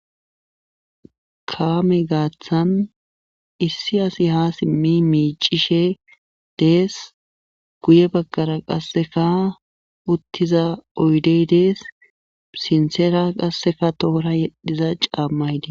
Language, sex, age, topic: Gamo, male, 18-24, government